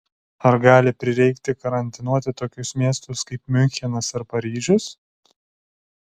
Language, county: Lithuanian, Vilnius